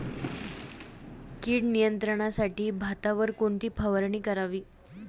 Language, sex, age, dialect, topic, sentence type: Marathi, female, 18-24, Standard Marathi, agriculture, question